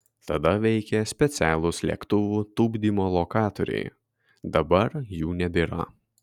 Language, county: Lithuanian, Kaunas